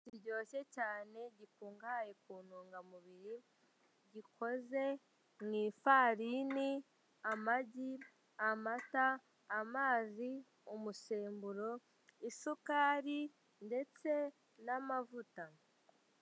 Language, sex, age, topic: Kinyarwanda, male, 18-24, finance